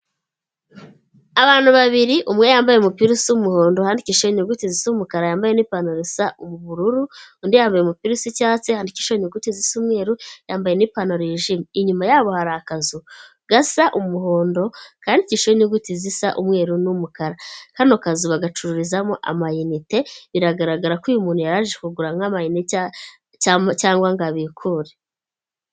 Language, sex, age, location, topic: Kinyarwanda, female, 25-35, Kigali, finance